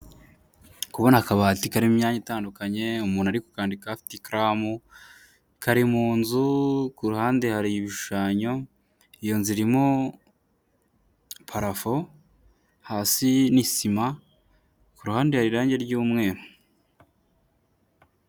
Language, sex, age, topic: Kinyarwanda, male, 18-24, finance